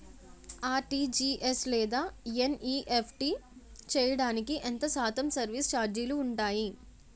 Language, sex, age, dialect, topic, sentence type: Telugu, female, 56-60, Utterandhra, banking, question